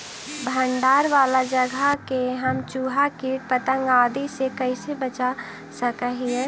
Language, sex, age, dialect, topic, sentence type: Magahi, female, 18-24, Central/Standard, agriculture, question